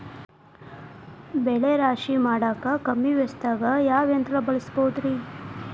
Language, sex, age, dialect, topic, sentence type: Kannada, female, 25-30, Dharwad Kannada, agriculture, question